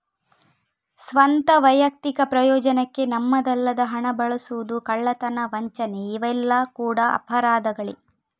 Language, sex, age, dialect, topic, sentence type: Kannada, female, 25-30, Coastal/Dakshin, banking, statement